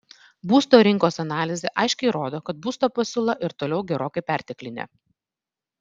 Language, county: Lithuanian, Vilnius